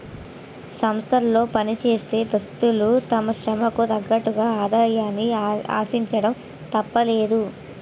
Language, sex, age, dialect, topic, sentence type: Telugu, female, 18-24, Utterandhra, banking, statement